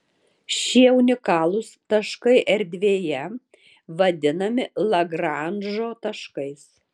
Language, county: Lithuanian, Tauragė